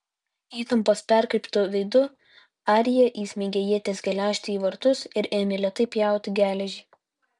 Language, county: Lithuanian, Utena